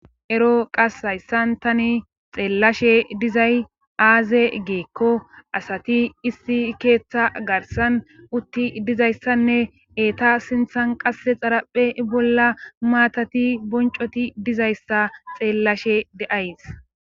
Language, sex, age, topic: Gamo, female, 18-24, government